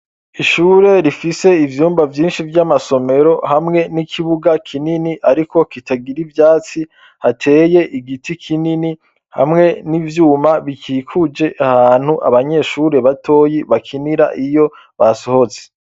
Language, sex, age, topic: Rundi, male, 25-35, education